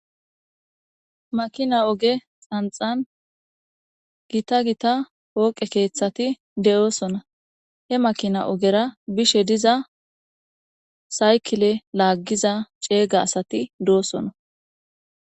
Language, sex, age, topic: Gamo, female, 18-24, government